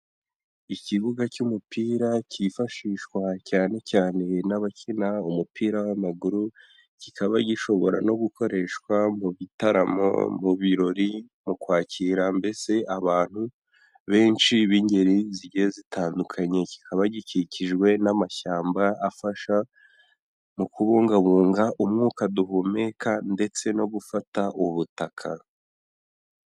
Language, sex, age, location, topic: Kinyarwanda, male, 18-24, Huye, agriculture